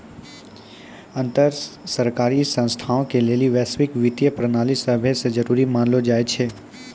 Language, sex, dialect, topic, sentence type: Maithili, male, Angika, banking, statement